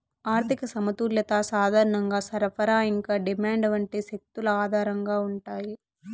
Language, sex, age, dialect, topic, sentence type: Telugu, female, 18-24, Southern, banking, statement